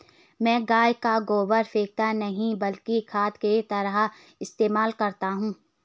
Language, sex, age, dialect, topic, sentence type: Hindi, female, 56-60, Garhwali, agriculture, statement